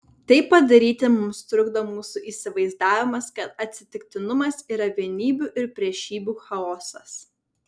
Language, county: Lithuanian, Vilnius